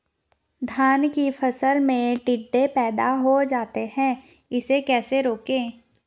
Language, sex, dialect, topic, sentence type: Hindi, female, Garhwali, agriculture, question